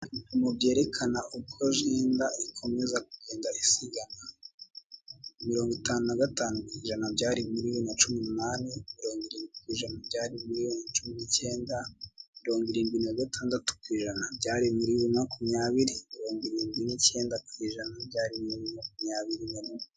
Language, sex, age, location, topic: Kinyarwanda, male, 18-24, Kigali, health